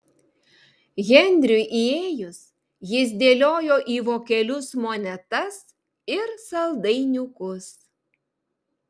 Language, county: Lithuanian, Vilnius